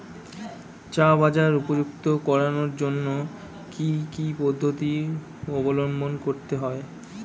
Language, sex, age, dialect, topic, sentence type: Bengali, male, 18-24, Standard Colloquial, agriculture, question